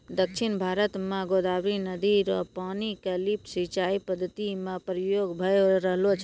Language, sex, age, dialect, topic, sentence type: Maithili, female, 18-24, Angika, banking, statement